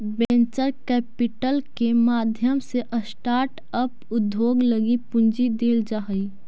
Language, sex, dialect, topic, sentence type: Magahi, female, Central/Standard, agriculture, statement